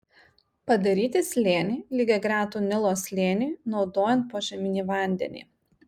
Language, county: Lithuanian, Marijampolė